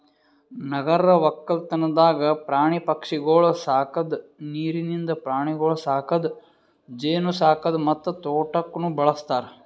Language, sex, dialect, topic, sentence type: Kannada, male, Northeastern, agriculture, statement